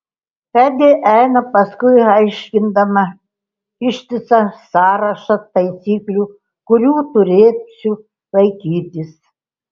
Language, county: Lithuanian, Telšiai